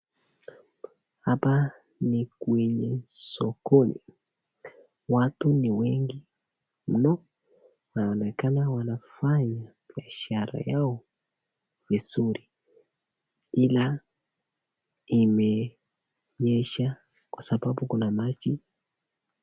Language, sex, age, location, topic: Swahili, male, 18-24, Nakuru, finance